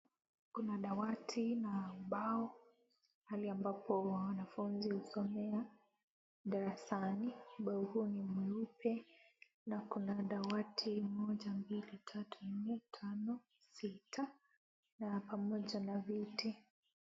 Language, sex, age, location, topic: Swahili, female, 18-24, Kisumu, education